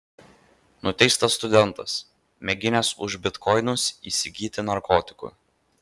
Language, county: Lithuanian, Vilnius